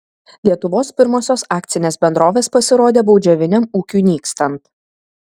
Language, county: Lithuanian, Kaunas